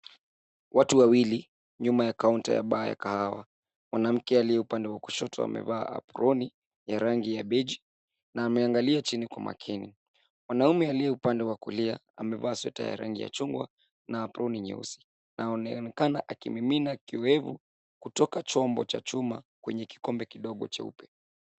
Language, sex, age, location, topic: Swahili, male, 18-24, Nairobi, education